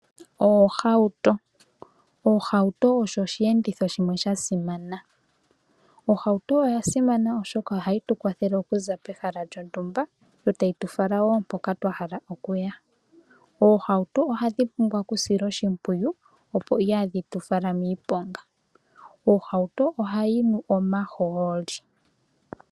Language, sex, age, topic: Oshiwambo, female, 18-24, finance